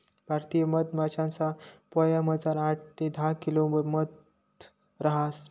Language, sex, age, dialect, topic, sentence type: Marathi, male, 18-24, Northern Konkan, agriculture, statement